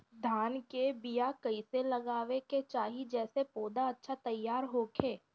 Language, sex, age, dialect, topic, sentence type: Bhojpuri, female, 36-40, Northern, agriculture, question